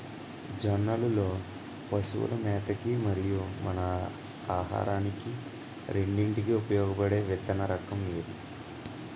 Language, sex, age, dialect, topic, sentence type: Telugu, male, 18-24, Utterandhra, agriculture, question